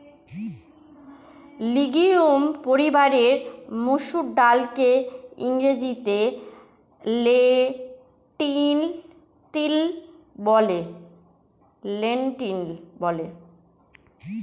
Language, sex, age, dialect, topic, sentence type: Bengali, female, 31-35, Northern/Varendri, agriculture, statement